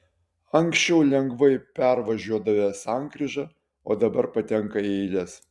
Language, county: Lithuanian, Utena